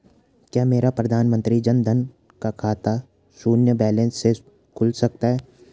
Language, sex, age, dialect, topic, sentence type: Hindi, male, 18-24, Garhwali, banking, question